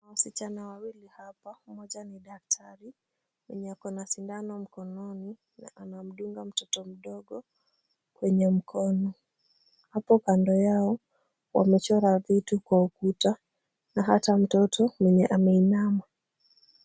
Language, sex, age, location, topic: Swahili, female, 18-24, Kisumu, health